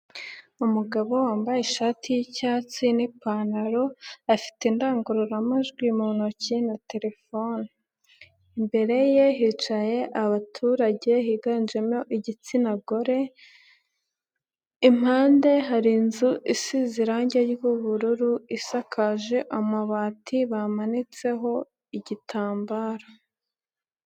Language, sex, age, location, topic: Kinyarwanda, male, 25-35, Nyagatare, health